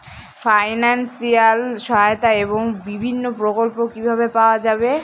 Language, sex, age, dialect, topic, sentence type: Bengali, female, 18-24, Northern/Varendri, agriculture, question